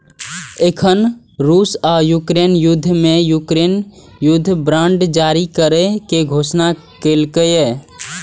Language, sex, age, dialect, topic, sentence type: Maithili, male, 18-24, Eastern / Thethi, banking, statement